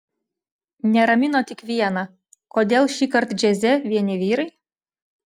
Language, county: Lithuanian, Šiauliai